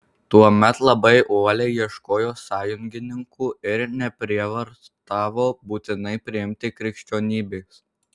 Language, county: Lithuanian, Marijampolė